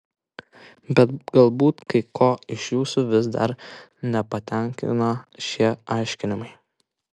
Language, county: Lithuanian, Kaunas